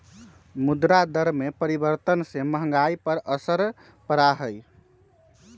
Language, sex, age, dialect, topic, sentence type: Magahi, male, 18-24, Western, banking, statement